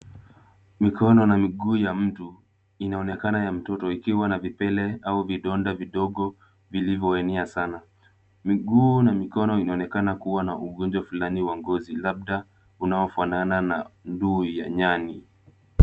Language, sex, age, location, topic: Swahili, male, 18-24, Kisumu, health